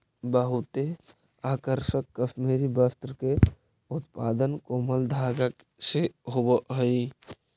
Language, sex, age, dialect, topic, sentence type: Magahi, male, 18-24, Central/Standard, banking, statement